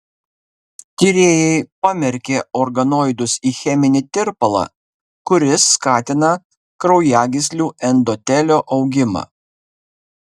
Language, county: Lithuanian, Kaunas